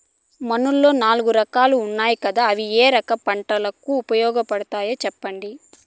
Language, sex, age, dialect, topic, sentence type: Telugu, female, 18-24, Southern, agriculture, question